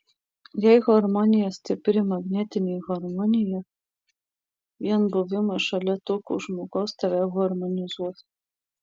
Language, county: Lithuanian, Marijampolė